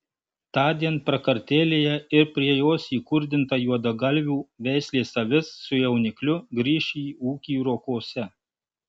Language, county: Lithuanian, Marijampolė